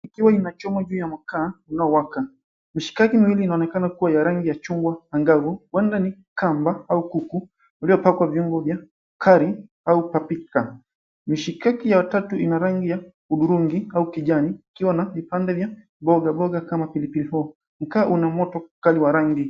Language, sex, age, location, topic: Swahili, male, 25-35, Mombasa, agriculture